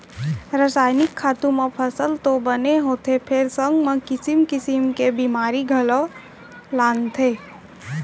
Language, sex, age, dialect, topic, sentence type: Chhattisgarhi, female, 18-24, Central, banking, statement